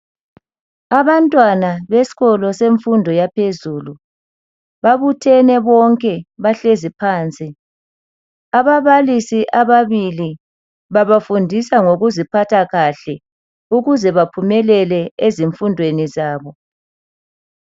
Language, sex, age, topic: North Ndebele, male, 50+, education